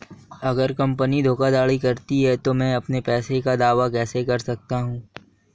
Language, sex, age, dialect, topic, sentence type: Hindi, male, 18-24, Marwari Dhudhari, banking, question